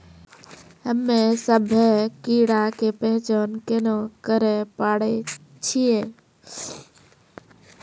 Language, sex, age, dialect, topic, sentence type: Maithili, female, 25-30, Angika, agriculture, statement